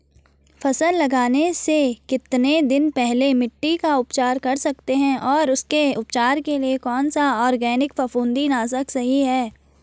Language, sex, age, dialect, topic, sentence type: Hindi, female, 18-24, Garhwali, agriculture, question